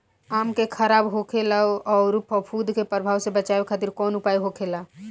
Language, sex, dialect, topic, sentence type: Bhojpuri, female, Northern, agriculture, question